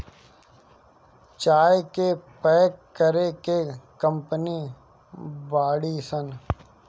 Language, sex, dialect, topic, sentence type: Bhojpuri, male, Northern, agriculture, statement